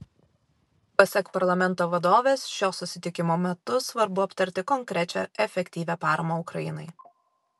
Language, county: Lithuanian, Vilnius